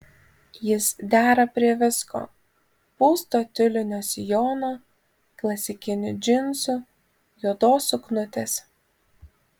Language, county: Lithuanian, Panevėžys